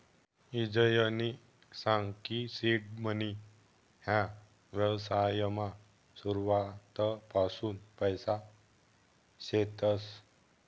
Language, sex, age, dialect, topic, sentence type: Marathi, male, 18-24, Northern Konkan, banking, statement